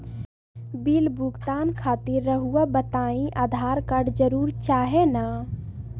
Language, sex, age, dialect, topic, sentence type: Magahi, female, 18-24, Southern, banking, question